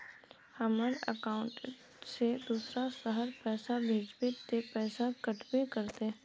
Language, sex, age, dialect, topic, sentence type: Magahi, female, 18-24, Northeastern/Surjapuri, banking, question